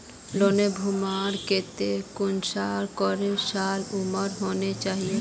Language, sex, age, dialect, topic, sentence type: Magahi, female, 18-24, Northeastern/Surjapuri, banking, question